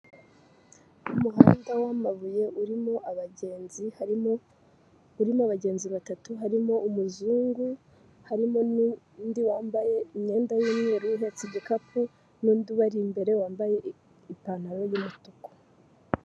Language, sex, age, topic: Kinyarwanda, female, 18-24, government